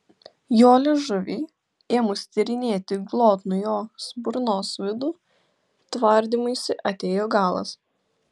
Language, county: Lithuanian, Klaipėda